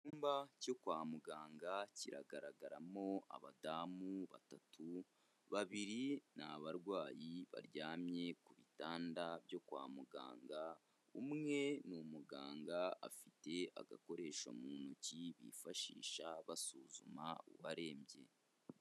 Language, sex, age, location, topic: Kinyarwanda, male, 25-35, Kigali, health